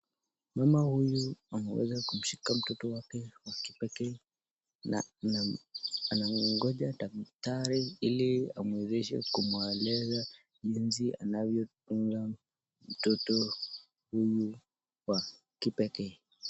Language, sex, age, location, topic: Swahili, male, 25-35, Nakuru, health